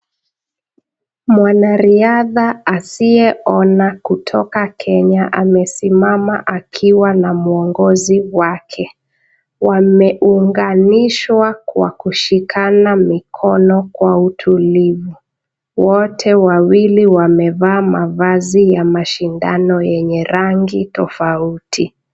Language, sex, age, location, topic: Swahili, female, 25-35, Nakuru, education